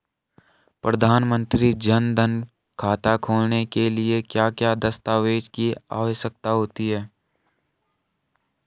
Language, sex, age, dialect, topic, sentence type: Hindi, male, 18-24, Garhwali, banking, question